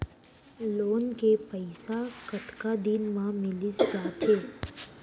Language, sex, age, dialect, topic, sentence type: Chhattisgarhi, female, 18-24, Central, banking, question